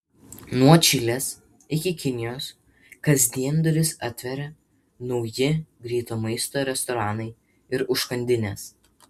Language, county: Lithuanian, Vilnius